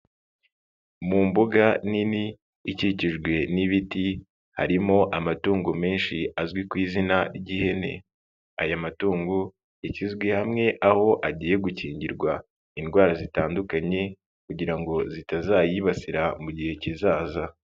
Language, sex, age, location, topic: Kinyarwanda, male, 25-35, Nyagatare, agriculture